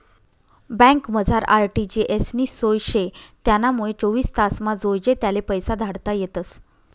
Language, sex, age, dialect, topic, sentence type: Marathi, female, 31-35, Northern Konkan, banking, statement